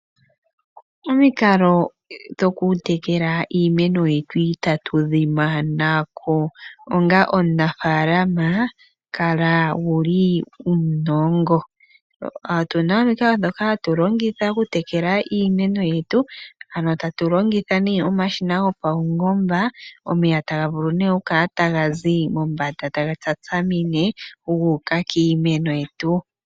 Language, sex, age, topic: Oshiwambo, female, 18-24, agriculture